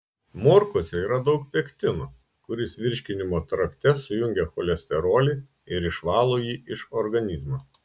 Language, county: Lithuanian, Klaipėda